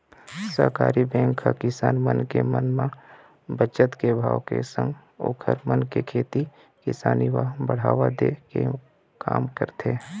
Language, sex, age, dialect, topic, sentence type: Chhattisgarhi, male, 25-30, Eastern, banking, statement